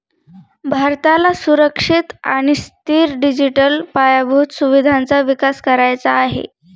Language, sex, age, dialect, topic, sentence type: Marathi, female, 31-35, Northern Konkan, banking, statement